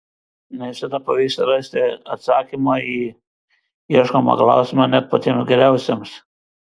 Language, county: Lithuanian, Vilnius